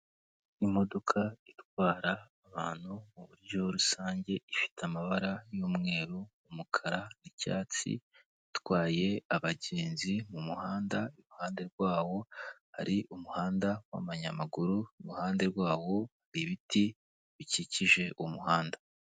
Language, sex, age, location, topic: Kinyarwanda, male, 18-24, Kigali, government